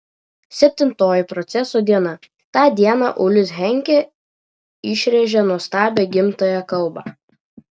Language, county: Lithuanian, Vilnius